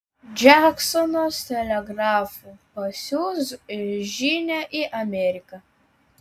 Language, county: Lithuanian, Vilnius